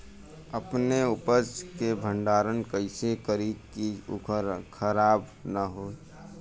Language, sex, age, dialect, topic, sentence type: Bhojpuri, male, 18-24, Western, agriculture, question